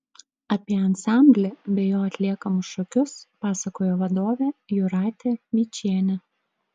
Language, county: Lithuanian, Klaipėda